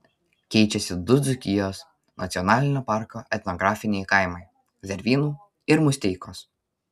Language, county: Lithuanian, Panevėžys